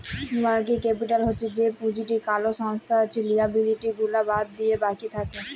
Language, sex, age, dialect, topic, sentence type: Bengali, female, 18-24, Jharkhandi, banking, statement